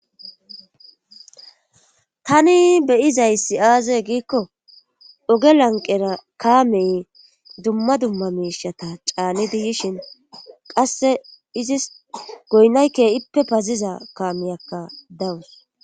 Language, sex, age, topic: Gamo, female, 25-35, government